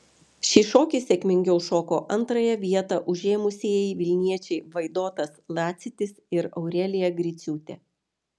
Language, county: Lithuanian, Vilnius